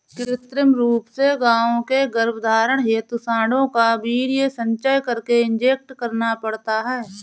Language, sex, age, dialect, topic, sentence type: Hindi, female, 31-35, Awadhi Bundeli, agriculture, statement